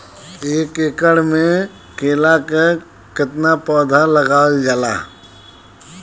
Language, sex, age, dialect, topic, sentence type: Bhojpuri, male, 36-40, Western, agriculture, question